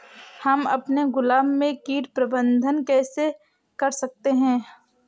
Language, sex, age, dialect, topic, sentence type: Hindi, female, 18-24, Awadhi Bundeli, agriculture, question